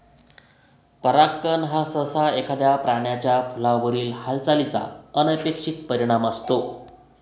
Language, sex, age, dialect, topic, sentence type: Marathi, male, 18-24, Northern Konkan, agriculture, statement